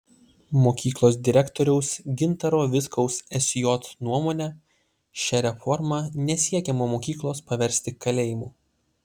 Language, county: Lithuanian, Utena